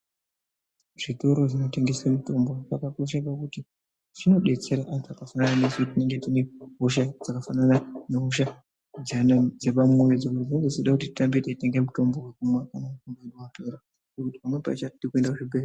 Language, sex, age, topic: Ndau, male, 50+, health